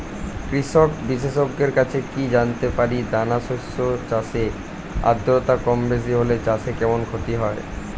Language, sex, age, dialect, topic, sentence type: Bengali, male, 25-30, Standard Colloquial, agriculture, question